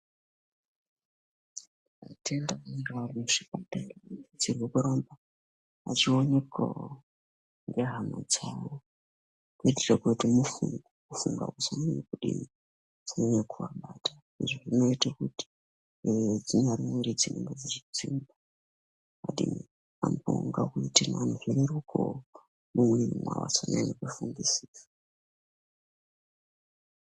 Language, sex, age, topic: Ndau, male, 18-24, health